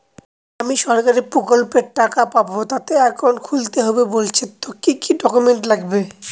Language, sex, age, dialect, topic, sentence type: Bengali, male, 25-30, Northern/Varendri, banking, question